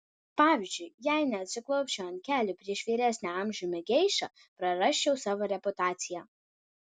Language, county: Lithuanian, Vilnius